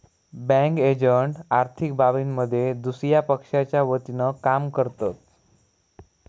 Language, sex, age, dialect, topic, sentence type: Marathi, male, 18-24, Southern Konkan, banking, statement